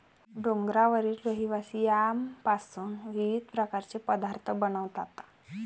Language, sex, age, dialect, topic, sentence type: Marathi, female, 18-24, Varhadi, agriculture, statement